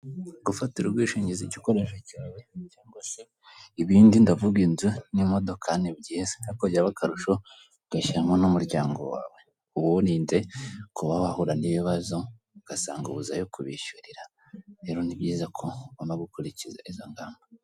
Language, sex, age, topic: Kinyarwanda, female, 25-35, finance